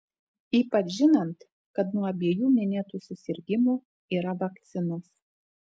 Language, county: Lithuanian, Telšiai